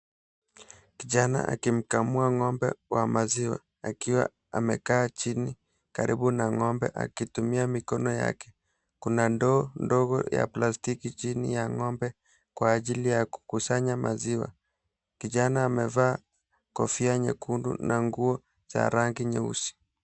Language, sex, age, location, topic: Swahili, male, 18-24, Mombasa, agriculture